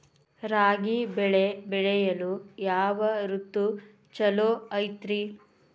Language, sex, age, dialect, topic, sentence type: Kannada, female, 31-35, Dharwad Kannada, agriculture, question